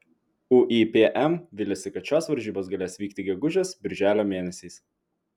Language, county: Lithuanian, Vilnius